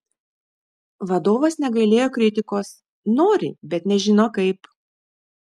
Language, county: Lithuanian, Šiauliai